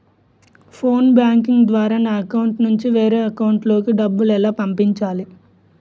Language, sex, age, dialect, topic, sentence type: Telugu, male, 25-30, Utterandhra, banking, question